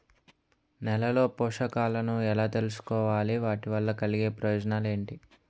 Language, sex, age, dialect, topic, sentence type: Telugu, male, 18-24, Utterandhra, agriculture, question